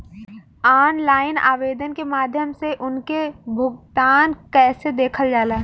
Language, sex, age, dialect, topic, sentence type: Bhojpuri, female, 18-24, Southern / Standard, banking, question